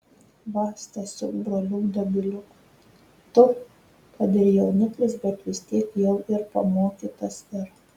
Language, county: Lithuanian, Telšiai